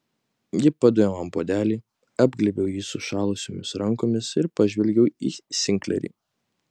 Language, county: Lithuanian, Kaunas